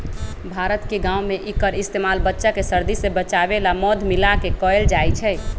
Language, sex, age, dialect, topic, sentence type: Magahi, male, 18-24, Western, agriculture, statement